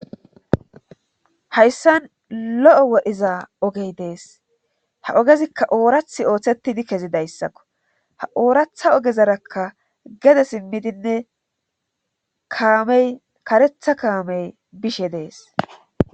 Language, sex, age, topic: Gamo, female, 36-49, government